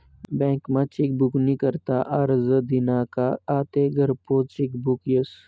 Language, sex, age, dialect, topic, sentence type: Marathi, male, 25-30, Northern Konkan, banking, statement